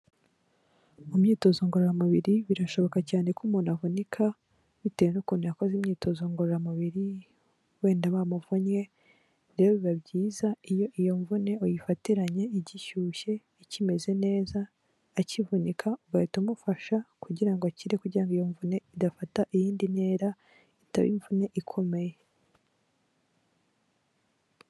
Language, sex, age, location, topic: Kinyarwanda, female, 18-24, Kigali, health